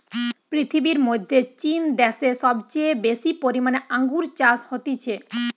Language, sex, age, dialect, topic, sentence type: Bengali, female, 18-24, Western, agriculture, statement